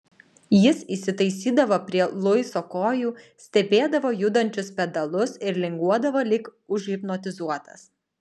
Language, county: Lithuanian, Alytus